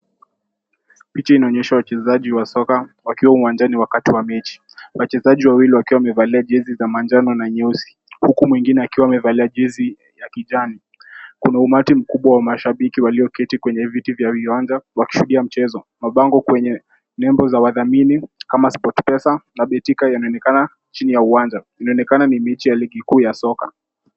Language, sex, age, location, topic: Swahili, male, 18-24, Kisumu, government